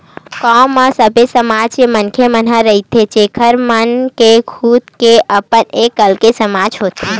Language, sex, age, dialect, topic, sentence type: Chhattisgarhi, female, 25-30, Western/Budati/Khatahi, banking, statement